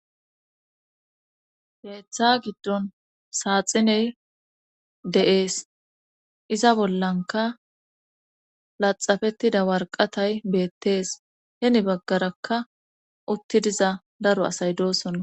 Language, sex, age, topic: Gamo, female, 25-35, government